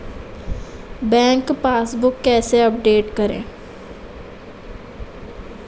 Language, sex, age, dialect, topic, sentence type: Hindi, female, 18-24, Marwari Dhudhari, banking, question